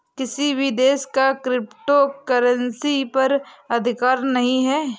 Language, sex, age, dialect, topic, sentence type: Hindi, female, 18-24, Marwari Dhudhari, banking, statement